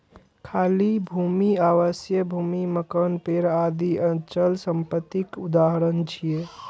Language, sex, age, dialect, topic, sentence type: Maithili, male, 36-40, Eastern / Thethi, banking, statement